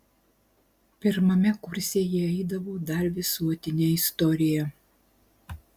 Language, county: Lithuanian, Marijampolė